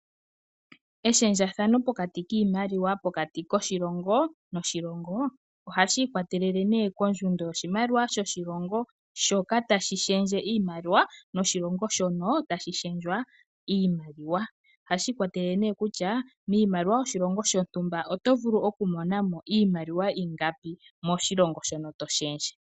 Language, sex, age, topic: Oshiwambo, female, 25-35, finance